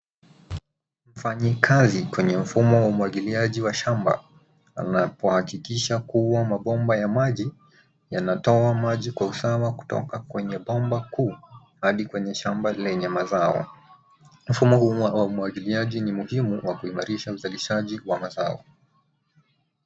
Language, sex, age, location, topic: Swahili, male, 18-24, Nairobi, agriculture